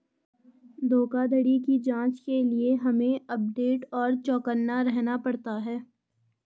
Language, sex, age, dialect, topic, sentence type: Hindi, female, 25-30, Garhwali, banking, statement